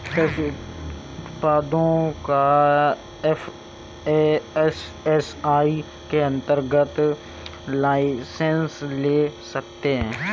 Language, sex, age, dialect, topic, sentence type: Hindi, male, 18-24, Awadhi Bundeli, agriculture, statement